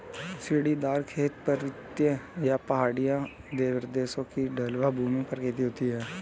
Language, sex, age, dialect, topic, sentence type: Hindi, male, 18-24, Hindustani Malvi Khadi Boli, agriculture, statement